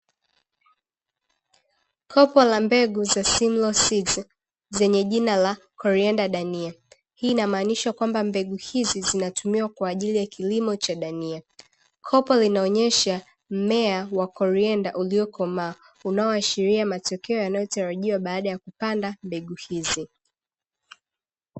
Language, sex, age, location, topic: Swahili, female, 18-24, Dar es Salaam, agriculture